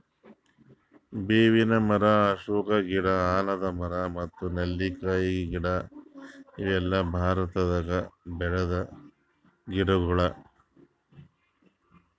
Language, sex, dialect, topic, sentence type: Kannada, male, Northeastern, agriculture, statement